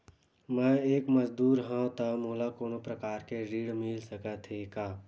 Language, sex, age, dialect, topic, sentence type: Chhattisgarhi, male, 18-24, Western/Budati/Khatahi, banking, question